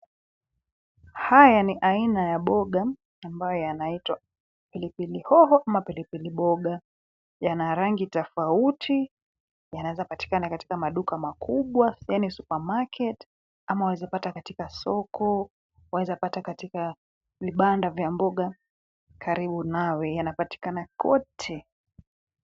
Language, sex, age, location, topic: Swahili, female, 25-35, Nairobi, agriculture